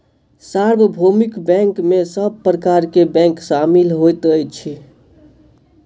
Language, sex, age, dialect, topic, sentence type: Maithili, male, 18-24, Southern/Standard, banking, statement